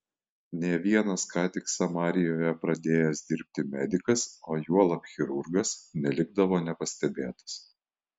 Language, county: Lithuanian, Alytus